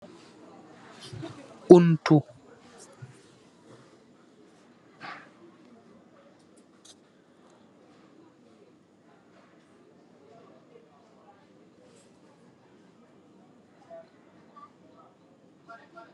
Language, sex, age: Wolof, male, 25-35